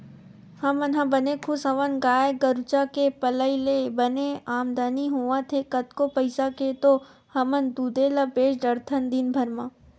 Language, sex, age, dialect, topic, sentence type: Chhattisgarhi, female, 18-24, Western/Budati/Khatahi, agriculture, statement